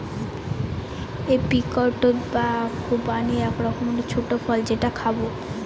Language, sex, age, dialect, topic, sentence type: Bengali, female, 18-24, Northern/Varendri, agriculture, statement